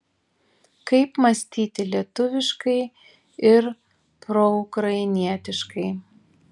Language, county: Lithuanian, Tauragė